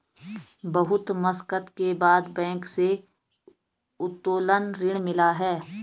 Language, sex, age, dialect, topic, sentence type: Hindi, female, 36-40, Garhwali, banking, statement